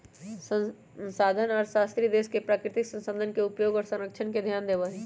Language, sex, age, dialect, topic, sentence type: Magahi, female, 18-24, Western, banking, statement